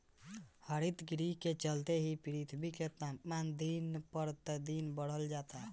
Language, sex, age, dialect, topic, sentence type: Bhojpuri, male, 18-24, Southern / Standard, agriculture, statement